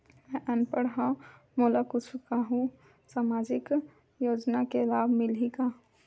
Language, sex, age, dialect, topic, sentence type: Chhattisgarhi, female, 31-35, Western/Budati/Khatahi, banking, question